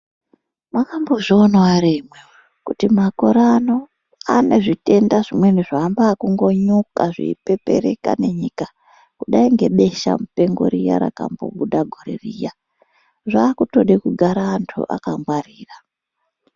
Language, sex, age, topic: Ndau, female, 36-49, health